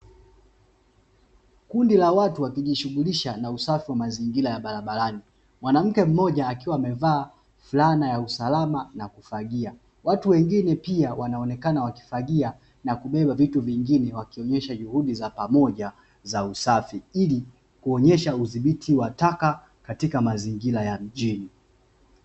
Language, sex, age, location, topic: Swahili, male, 25-35, Dar es Salaam, government